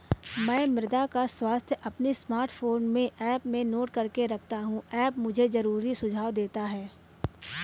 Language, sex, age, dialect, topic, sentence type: Hindi, female, 31-35, Marwari Dhudhari, agriculture, statement